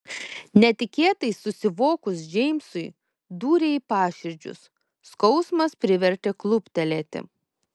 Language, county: Lithuanian, Kaunas